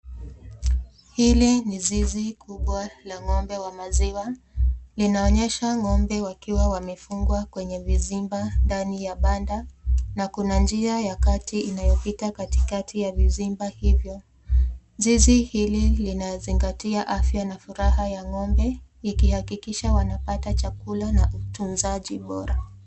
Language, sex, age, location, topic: Swahili, female, 25-35, Nakuru, agriculture